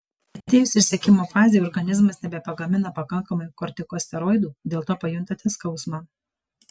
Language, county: Lithuanian, Kaunas